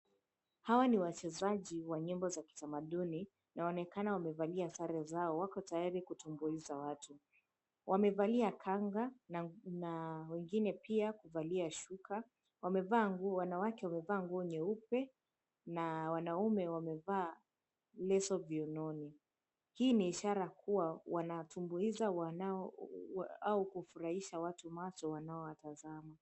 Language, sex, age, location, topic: Swahili, female, 18-24, Mombasa, government